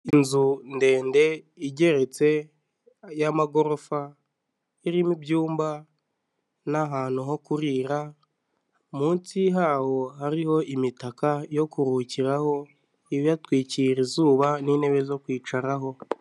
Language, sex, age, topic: Kinyarwanda, male, 25-35, finance